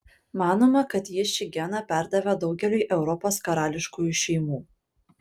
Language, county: Lithuanian, Panevėžys